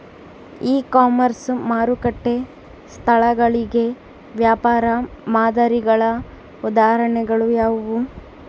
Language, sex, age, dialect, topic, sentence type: Kannada, female, 18-24, Central, agriculture, question